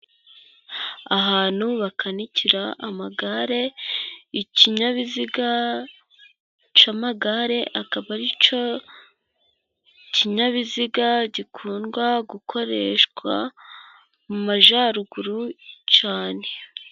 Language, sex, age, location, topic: Kinyarwanda, female, 18-24, Musanze, finance